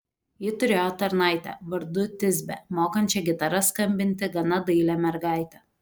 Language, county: Lithuanian, Telšiai